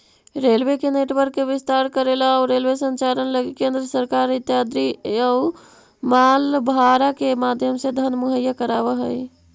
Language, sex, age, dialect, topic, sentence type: Magahi, female, 18-24, Central/Standard, banking, statement